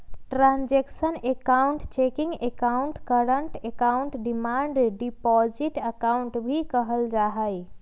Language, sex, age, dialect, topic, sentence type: Magahi, female, 25-30, Western, banking, statement